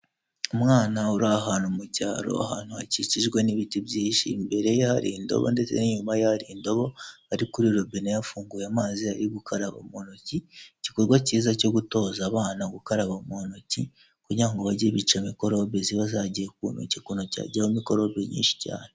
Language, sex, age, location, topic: Kinyarwanda, male, 18-24, Kigali, health